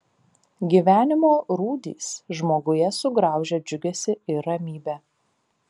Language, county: Lithuanian, Panevėžys